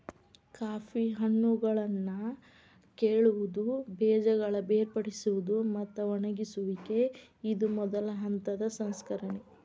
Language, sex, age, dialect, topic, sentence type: Kannada, female, 25-30, Dharwad Kannada, agriculture, statement